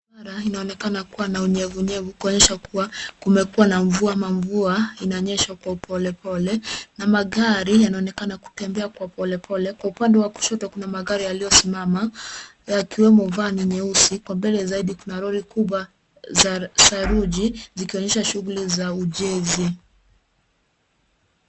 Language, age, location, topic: Swahili, 25-35, Nairobi, government